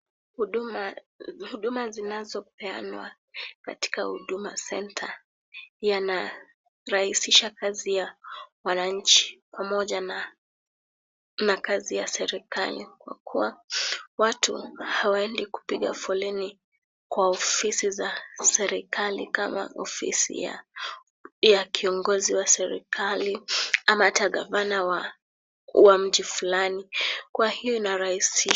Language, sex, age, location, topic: Swahili, female, 18-24, Kisumu, government